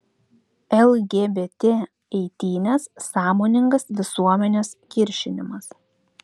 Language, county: Lithuanian, Klaipėda